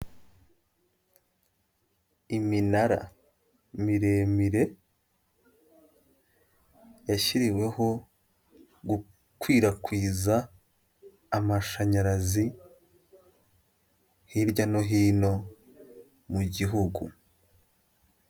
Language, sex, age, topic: Kinyarwanda, male, 18-24, government